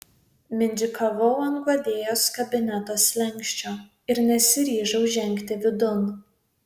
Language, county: Lithuanian, Vilnius